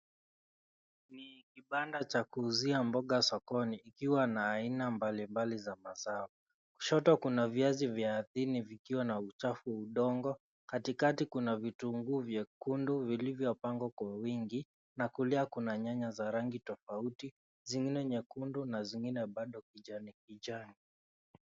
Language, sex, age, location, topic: Swahili, male, 25-35, Nairobi, finance